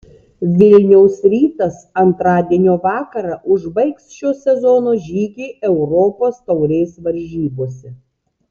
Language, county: Lithuanian, Tauragė